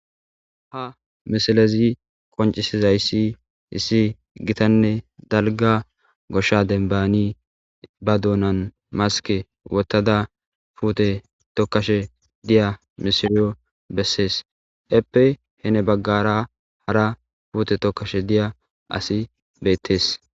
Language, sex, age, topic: Gamo, male, 18-24, agriculture